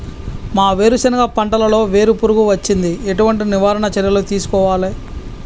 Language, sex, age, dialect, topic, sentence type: Telugu, female, 31-35, Telangana, agriculture, question